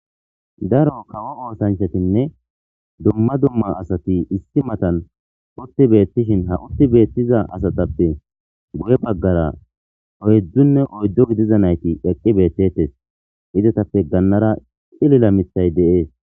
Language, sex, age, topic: Gamo, male, 18-24, government